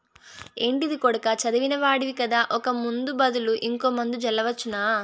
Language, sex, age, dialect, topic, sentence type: Telugu, female, 25-30, Southern, agriculture, statement